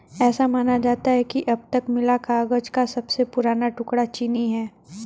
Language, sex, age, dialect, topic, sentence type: Hindi, female, 31-35, Hindustani Malvi Khadi Boli, agriculture, statement